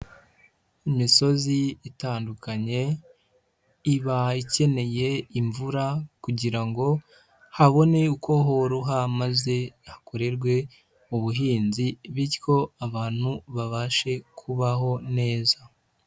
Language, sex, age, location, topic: Kinyarwanda, male, 25-35, Huye, agriculture